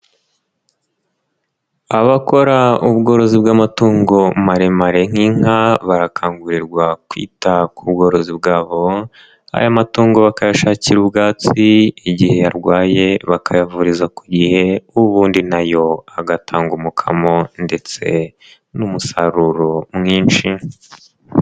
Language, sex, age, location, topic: Kinyarwanda, male, 18-24, Nyagatare, agriculture